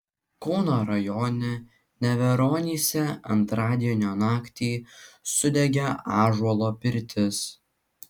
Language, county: Lithuanian, Klaipėda